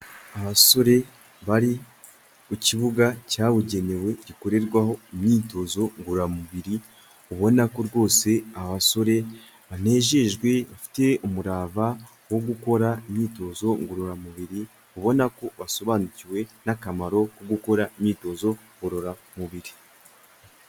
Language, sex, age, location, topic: Kinyarwanda, male, 18-24, Kigali, health